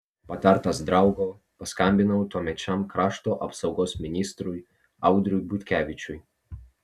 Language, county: Lithuanian, Vilnius